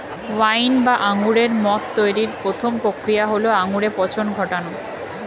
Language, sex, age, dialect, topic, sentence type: Bengali, female, 25-30, Standard Colloquial, agriculture, statement